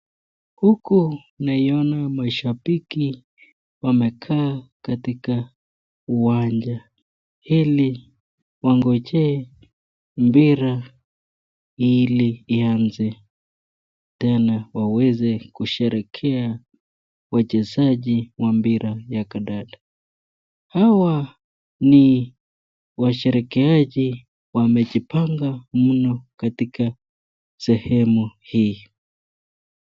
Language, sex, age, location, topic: Swahili, female, 36-49, Nakuru, government